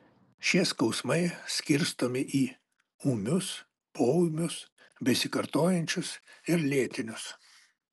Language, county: Lithuanian, Alytus